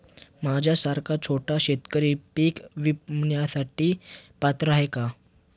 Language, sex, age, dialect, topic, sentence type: Marathi, male, 18-24, Standard Marathi, agriculture, question